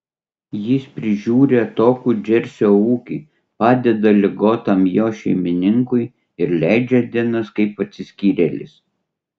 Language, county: Lithuanian, Utena